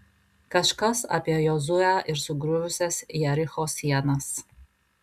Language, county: Lithuanian, Alytus